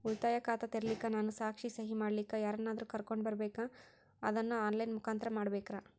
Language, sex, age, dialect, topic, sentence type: Kannada, female, 18-24, Northeastern, banking, question